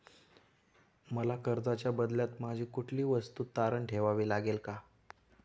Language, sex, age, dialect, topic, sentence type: Marathi, male, 18-24, Standard Marathi, banking, question